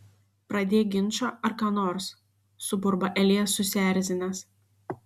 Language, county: Lithuanian, Šiauliai